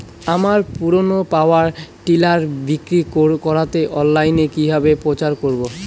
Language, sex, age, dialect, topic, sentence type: Bengali, male, 18-24, Rajbangshi, agriculture, question